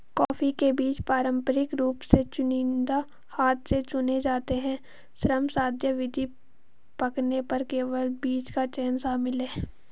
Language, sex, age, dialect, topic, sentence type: Hindi, female, 51-55, Hindustani Malvi Khadi Boli, agriculture, statement